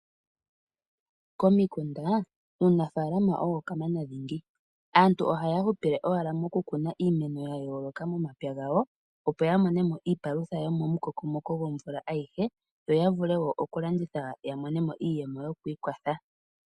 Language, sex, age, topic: Oshiwambo, female, 18-24, agriculture